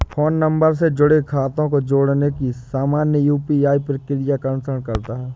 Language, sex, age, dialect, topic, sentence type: Hindi, male, 25-30, Awadhi Bundeli, banking, statement